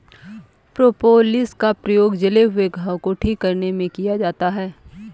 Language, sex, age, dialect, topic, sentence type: Hindi, female, 25-30, Awadhi Bundeli, agriculture, statement